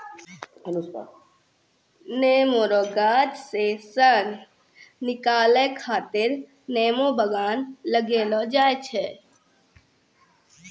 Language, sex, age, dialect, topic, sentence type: Maithili, female, 36-40, Angika, agriculture, statement